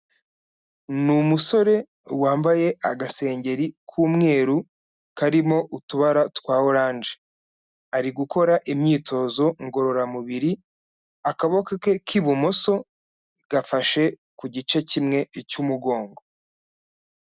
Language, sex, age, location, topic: Kinyarwanda, male, 25-35, Kigali, health